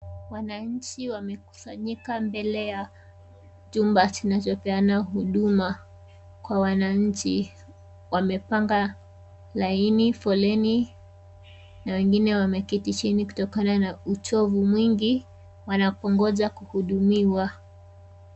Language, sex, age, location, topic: Swahili, female, 18-24, Kisumu, government